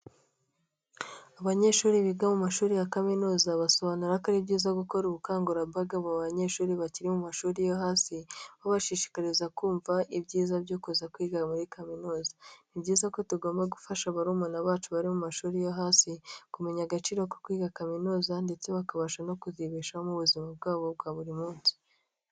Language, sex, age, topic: Kinyarwanda, female, 18-24, education